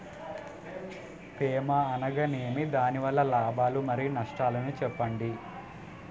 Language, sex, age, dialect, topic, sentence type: Telugu, male, 18-24, Utterandhra, agriculture, question